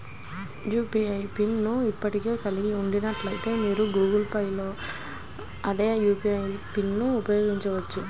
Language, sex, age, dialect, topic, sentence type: Telugu, female, 18-24, Central/Coastal, banking, statement